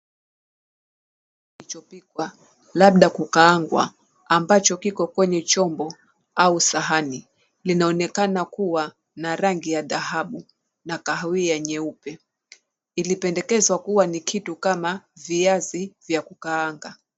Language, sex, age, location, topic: Swahili, female, 36-49, Mombasa, agriculture